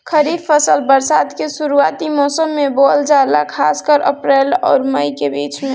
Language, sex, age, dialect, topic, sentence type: Bhojpuri, female, 18-24, Northern, agriculture, statement